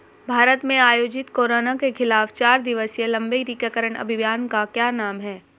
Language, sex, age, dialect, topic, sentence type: Hindi, female, 18-24, Hindustani Malvi Khadi Boli, banking, question